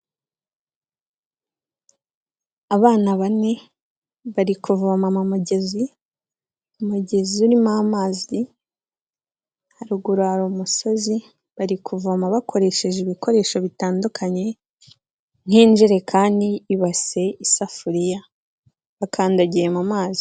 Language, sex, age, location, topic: Kinyarwanda, female, 18-24, Kigali, health